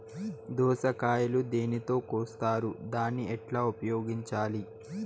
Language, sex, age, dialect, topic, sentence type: Telugu, male, 18-24, Southern, agriculture, question